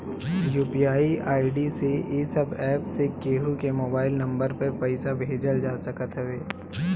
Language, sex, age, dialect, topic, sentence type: Bhojpuri, male, 31-35, Northern, banking, statement